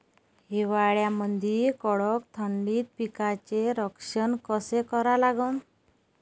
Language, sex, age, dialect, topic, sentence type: Marathi, female, 31-35, Varhadi, agriculture, question